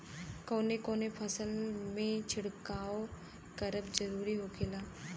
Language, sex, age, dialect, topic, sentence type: Bhojpuri, female, 31-35, Western, agriculture, question